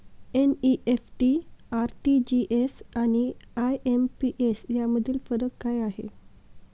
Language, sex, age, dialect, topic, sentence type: Marathi, female, 18-24, Standard Marathi, banking, question